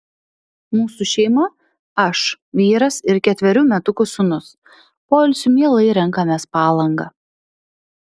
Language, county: Lithuanian, Vilnius